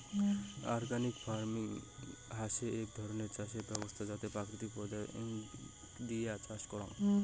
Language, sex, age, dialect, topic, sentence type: Bengali, male, 18-24, Rajbangshi, agriculture, statement